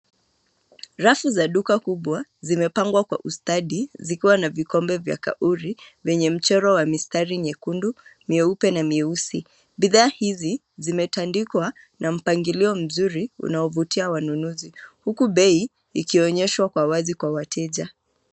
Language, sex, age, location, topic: Swahili, female, 25-35, Nairobi, finance